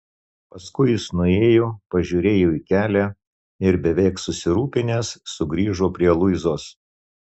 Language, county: Lithuanian, Marijampolė